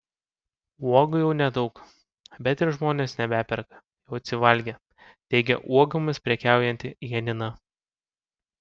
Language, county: Lithuanian, Panevėžys